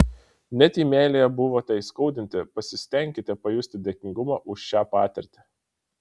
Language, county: Lithuanian, Panevėžys